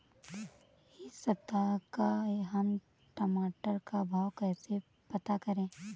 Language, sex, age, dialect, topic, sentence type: Hindi, female, 18-24, Awadhi Bundeli, agriculture, question